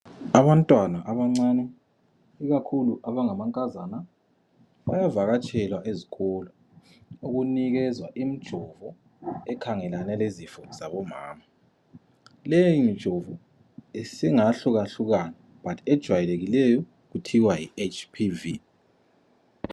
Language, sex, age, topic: North Ndebele, male, 25-35, health